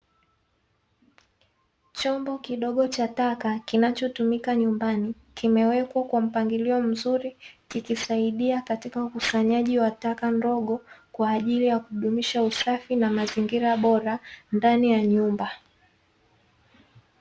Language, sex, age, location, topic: Swahili, female, 18-24, Dar es Salaam, government